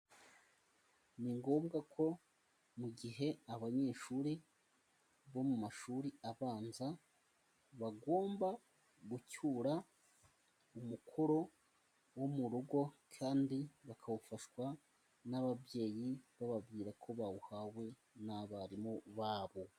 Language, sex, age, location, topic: Kinyarwanda, male, 25-35, Musanze, education